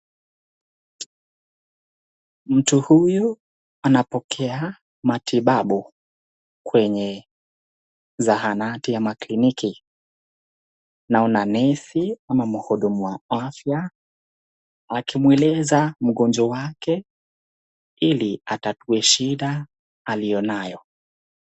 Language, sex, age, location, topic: Swahili, male, 18-24, Nakuru, health